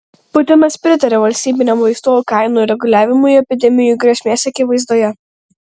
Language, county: Lithuanian, Tauragė